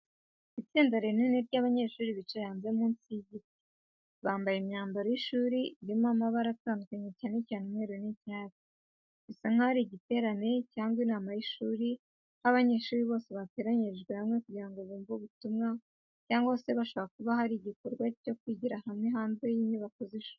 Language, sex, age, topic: Kinyarwanda, female, 18-24, education